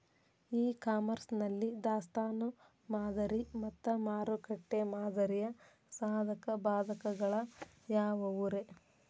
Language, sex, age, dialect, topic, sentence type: Kannada, female, 36-40, Dharwad Kannada, agriculture, question